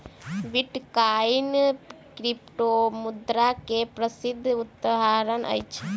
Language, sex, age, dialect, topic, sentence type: Maithili, female, 18-24, Southern/Standard, banking, statement